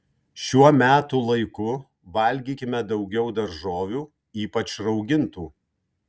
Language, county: Lithuanian, Kaunas